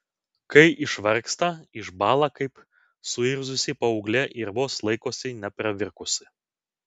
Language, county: Lithuanian, Vilnius